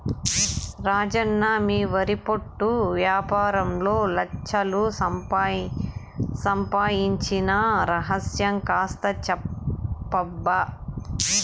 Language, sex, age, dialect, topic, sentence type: Telugu, male, 46-50, Southern, agriculture, statement